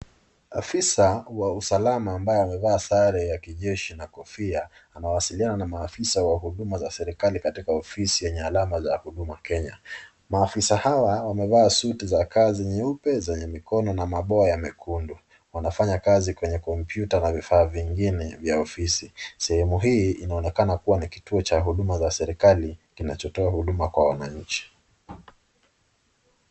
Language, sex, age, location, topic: Swahili, male, 25-35, Nakuru, government